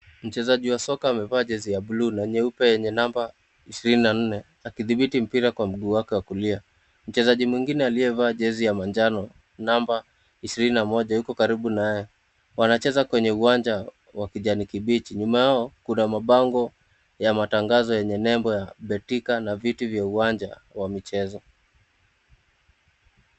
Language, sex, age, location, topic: Swahili, male, 25-35, Nakuru, government